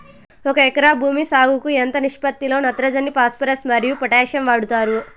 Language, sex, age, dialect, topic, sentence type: Telugu, female, 18-24, Southern, agriculture, question